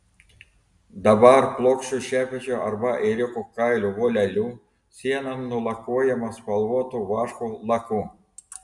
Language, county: Lithuanian, Telšiai